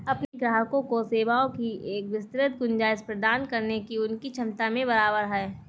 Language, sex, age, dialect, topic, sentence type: Hindi, female, 18-24, Awadhi Bundeli, banking, statement